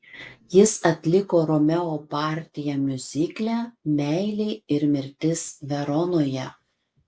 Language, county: Lithuanian, Marijampolė